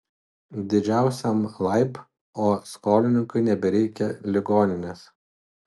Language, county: Lithuanian, Utena